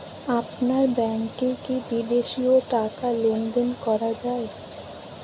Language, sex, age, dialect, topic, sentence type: Bengali, female, 18-24, Jharkhandi, banking, question